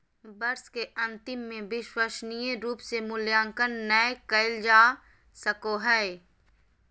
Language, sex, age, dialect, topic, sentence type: Magahi, female, 31-35, Southern, banking, statement